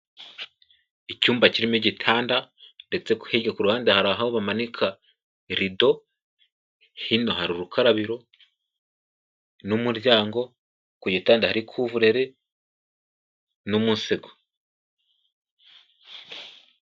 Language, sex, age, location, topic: Kinyarwanda, male, 18-24, Kigali, health